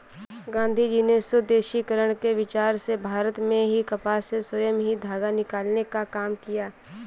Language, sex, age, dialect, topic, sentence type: Hindi, female, 18-24, Awadhi Bundeli, agriculture, statement